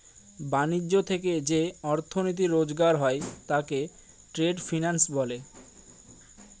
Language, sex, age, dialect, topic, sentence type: Bengali, male, 18-24, Northern/Varendri, banking, statement